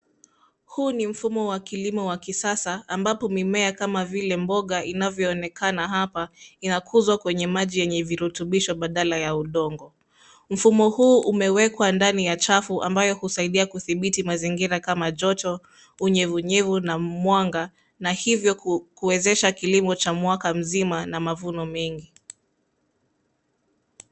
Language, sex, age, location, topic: Swahili, female, 25-35, Nairobi, agriculture